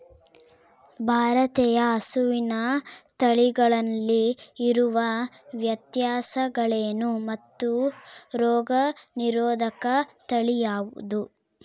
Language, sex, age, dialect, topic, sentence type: Kannada, female, 18-24, Central, agriculture, question